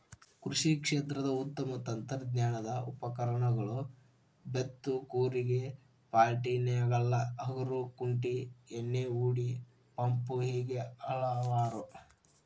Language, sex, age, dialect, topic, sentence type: Kannada, male, 18-24, Dharwad Kannada, agriculture, statement